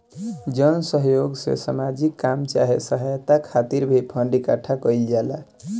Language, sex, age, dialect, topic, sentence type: Bhojpuri, male, 18-24, Southern / Standard, banking, statement